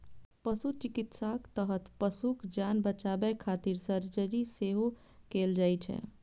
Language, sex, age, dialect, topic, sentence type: Maithili, female, 25-30, Eastern / Thethi, agriculture, statement